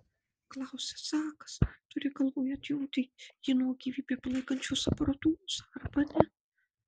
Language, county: Lithuanian, Marijampolė